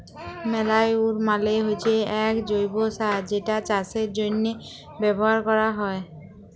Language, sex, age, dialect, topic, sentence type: Bengali, female, 25-30, Jharkhandi, agriculture, statement